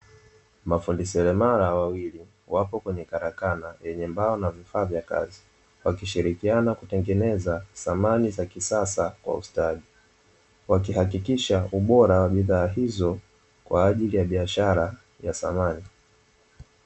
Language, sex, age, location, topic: Swahili, male, 18-24, Dar es Salaam, finance